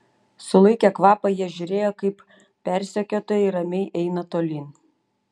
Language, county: Lithuanian, Panevėžys